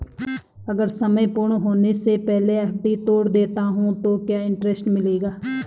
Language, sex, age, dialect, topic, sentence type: Hindi, female, 31-35, Garhwali, banking, question